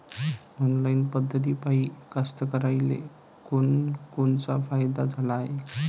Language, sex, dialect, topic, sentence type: Marathi, male, Varhadi, agriculture, question